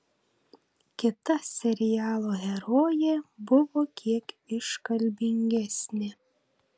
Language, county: Lithuanian, Tauragė